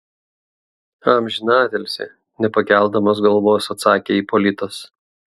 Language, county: Lithuanian, Šiauliai